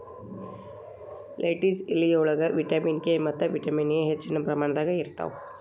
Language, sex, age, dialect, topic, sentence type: Kannada, female, 36-40, Dharwad Kannada, agriculture, statement